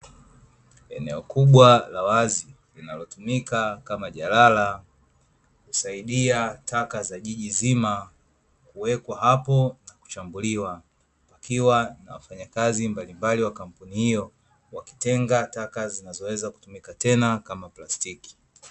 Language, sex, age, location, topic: Swahili, male, 25-35, Dar es Salaam, government